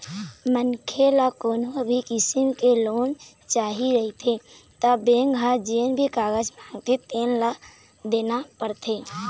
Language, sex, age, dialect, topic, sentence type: Chhattisgarhi, female, 18-24, Eastern, banking, statement